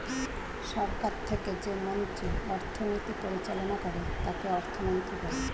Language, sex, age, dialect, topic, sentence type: Bengali, female, 41-45, Standard Colloquial, banking, statement